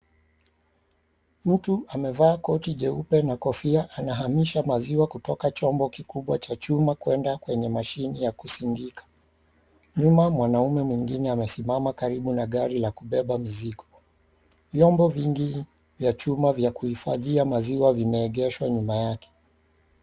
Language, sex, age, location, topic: Swahili, male, 36-49, Mombasa, agriculture